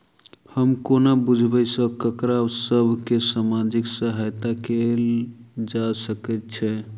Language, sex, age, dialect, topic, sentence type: Maithili, male, 31-35, Southern/Standard, banking, question